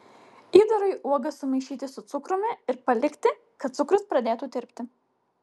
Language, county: Lithuanian, Alytus